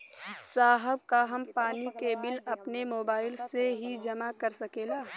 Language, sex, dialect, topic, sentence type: Bhojpuri, female, Western, banking, question